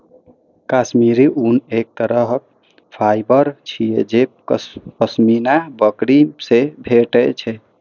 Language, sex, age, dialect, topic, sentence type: Maithili, male, 18-24, Eastern / Thethi, agriculture, statement